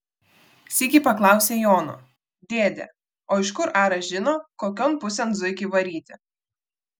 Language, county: Lithuanian, Vilnius